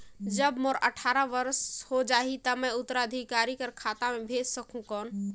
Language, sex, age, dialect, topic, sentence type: Chhattisgarhi, female, 25-30, Northern/Bhandar, banking, question